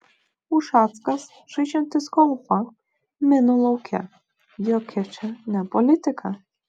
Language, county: Lithuanian, Vilnius